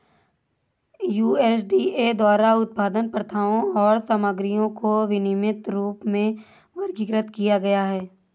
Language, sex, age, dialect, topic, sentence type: Hindi, female, 56-60, Awadhi Bundeli, agriculture, statement